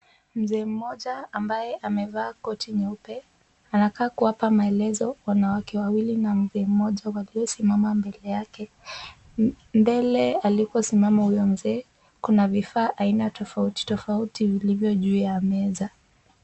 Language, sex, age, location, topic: Swahili, female, 18-24, Kisumu, agriculture